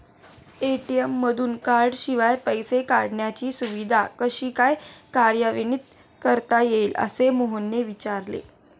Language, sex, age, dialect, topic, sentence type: Marathi, female, 18-24, Standard Marathi, banking, statement